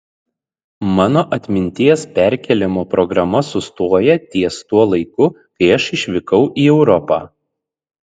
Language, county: Lithuanian, Šiauliai